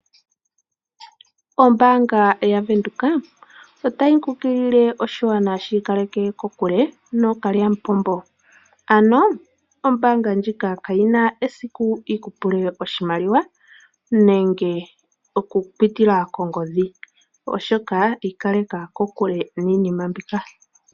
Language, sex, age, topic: Oshiwambo, male, 18-24, finance